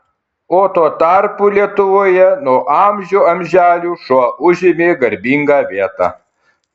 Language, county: Lithuanian, Kaunas